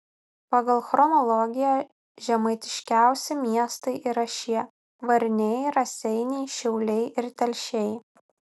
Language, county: Lithuanian, Vilnius